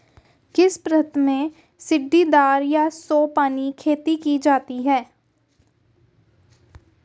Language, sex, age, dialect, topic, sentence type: Hindi, female, 18-24, Hindustani Malvi Khadi Boli, agriculture, question